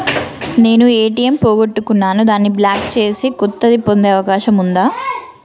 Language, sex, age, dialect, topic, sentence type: Telugu, female, 31-35, Telangana, banking, question